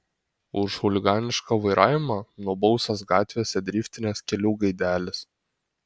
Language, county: Lithuanian, Kaunas